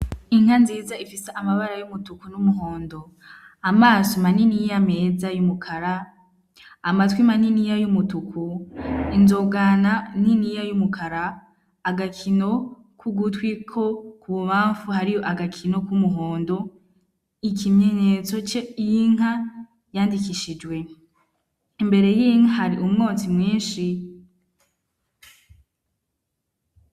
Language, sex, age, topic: Rundi, female, 18-24, agriculture